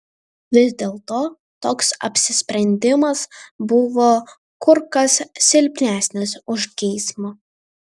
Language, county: Lithuanian, Vilnius